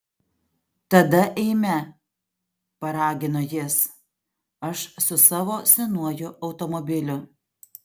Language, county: Lithuanian, Alytus